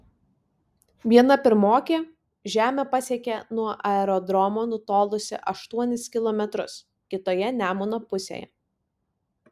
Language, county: Lithuanian, Vilnius